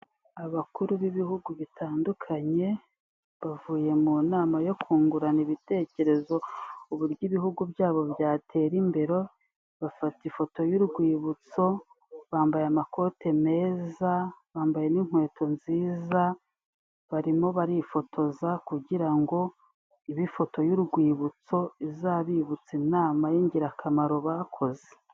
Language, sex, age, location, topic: Kinyarwanda, female, 36-49, Kigali, health